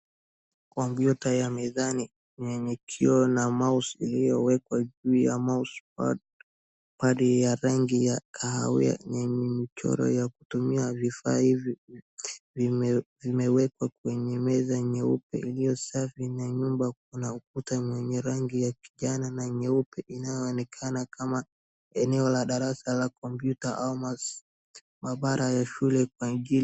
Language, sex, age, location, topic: Swahili, male, 36-49, Wajir, education